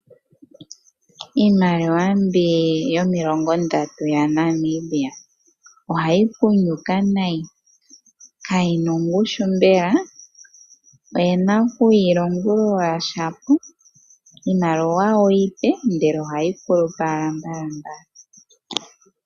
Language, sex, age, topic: Oshiwambo, female, 18-24, finance